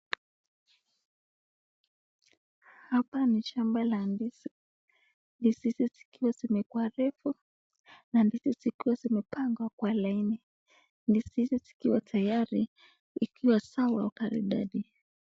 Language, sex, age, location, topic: Swahili, female, 18-24, Nakuru, agriculture